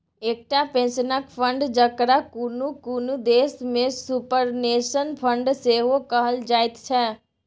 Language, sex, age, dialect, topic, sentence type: Maithili, female, 18-24, Bajjika, banking, statement